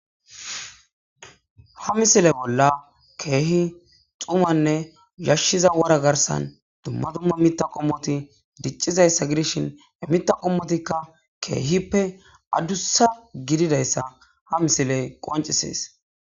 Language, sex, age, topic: Gamo, female, 18-24, agriculture